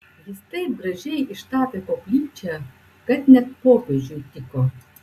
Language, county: Lithuanian, Utena